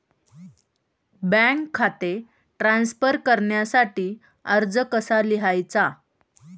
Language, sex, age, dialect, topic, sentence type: Marathi, female, 31-35, Standard Marathi, banking, question